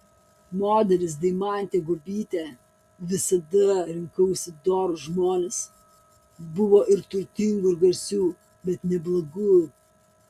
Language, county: Lithuanian, Kaunas